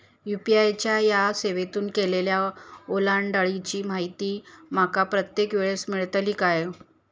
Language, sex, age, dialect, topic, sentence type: Marathi, female, 31-35, Southern Konkan, banking, question